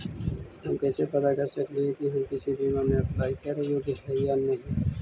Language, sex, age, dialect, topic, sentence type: Magahi, male, 18-24, Central/Standard, banking, question